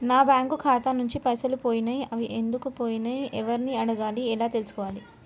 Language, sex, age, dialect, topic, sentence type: Telugu, male, 18-24, Telangana, banking, question